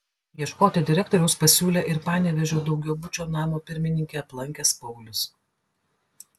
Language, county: Lithuanian, Klaipėda